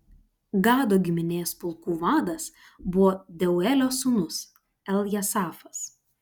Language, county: Lithuanian, Klaipėda